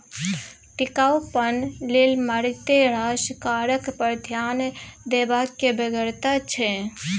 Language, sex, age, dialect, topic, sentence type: Maithili, female, 25-30, Bajjika, agriculture, statement